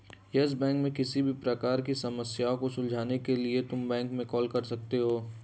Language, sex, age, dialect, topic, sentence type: Hindi, male, 18-24, Hindustani Malvi Khadi Boli, banking, statement